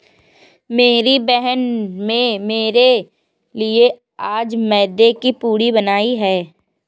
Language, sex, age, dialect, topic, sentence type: Hindi, female, 56-60, Kanauji Braj Bhasha, agriculture, statement